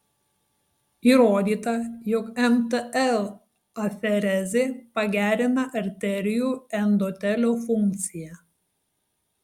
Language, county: Lithuanian, Tauragė